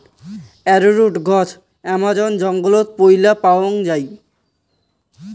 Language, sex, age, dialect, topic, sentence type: Bengali, male, 18-24, Rajbangshi, agriculture, statement